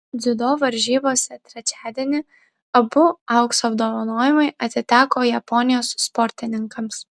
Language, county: Lithuanian, Vilnius